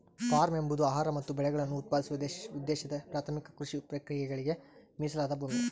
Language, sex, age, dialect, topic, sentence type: Kannada, female, 18-24, Central, agriculture, statement